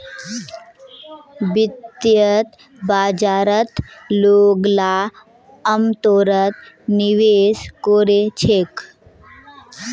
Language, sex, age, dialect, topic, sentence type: Magahi, female, 18-24, Northeastern/Surjapuri, banking, statement